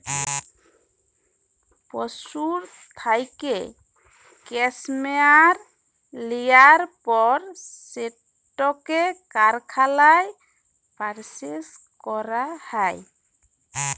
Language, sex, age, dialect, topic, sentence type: Bengali, female, 18-24, Jharkhandi, agriculture, statement